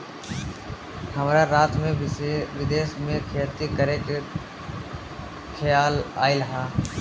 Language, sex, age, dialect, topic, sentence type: Bhojpuri, male, 18-24, Southern / Standard, agriculture, question